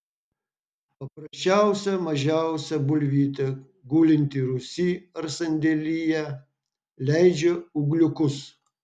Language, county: Lithuanian, Vilnius